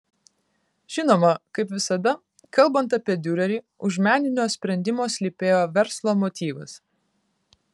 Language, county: Lithuanian, Kaunas